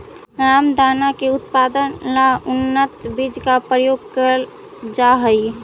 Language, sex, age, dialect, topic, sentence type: Magahi, female, 46-50, Central/Standard, agriculture, statement